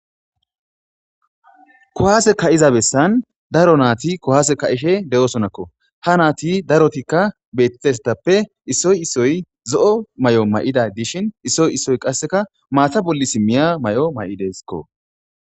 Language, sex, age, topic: Gamo, male, 18-24, government